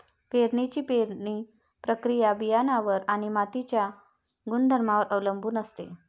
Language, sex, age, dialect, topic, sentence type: Marathi, female, 31-35, Varhadi, agriculture, statement